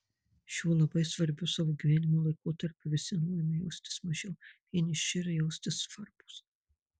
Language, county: Lithuanian, Marijampolė